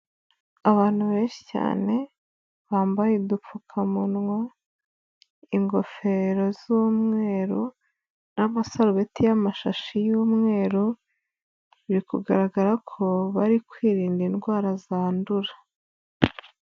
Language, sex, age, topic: Kinyarwanda, female, 25-35, health